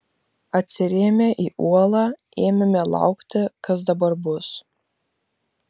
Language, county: Lithuanian, Vilnius